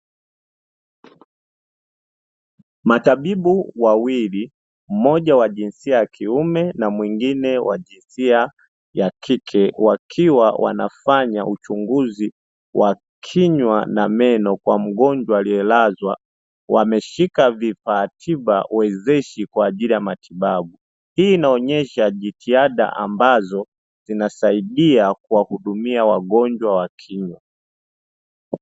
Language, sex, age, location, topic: Swahili, male, 25-35, Dar es Salaam, health